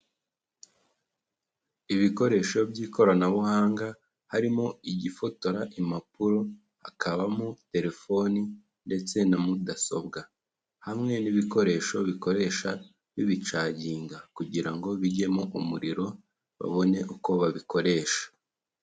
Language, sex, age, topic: Kinyarwanda, male, 25-35, education